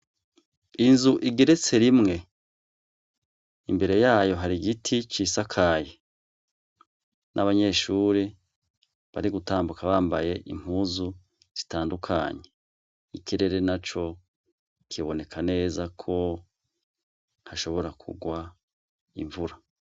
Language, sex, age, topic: Rundi, male, 36-49, education